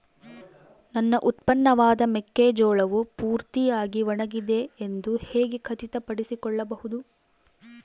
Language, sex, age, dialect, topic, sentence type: Kannada, female, 18-24, Central, agriculture, question